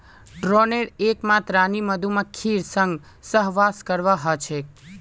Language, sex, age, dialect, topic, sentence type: Magahi, male, 18-24, Northeastern/Surjapuri, agriculture, statement